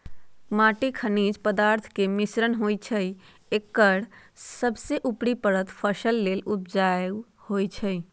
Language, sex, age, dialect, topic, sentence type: Magahi, female, 60-100, Western, agriculture, statement